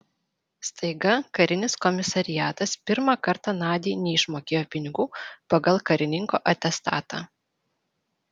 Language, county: Lithuanian, Vilnius